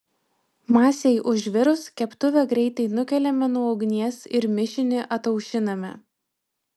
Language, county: Lithuanian, Vilnius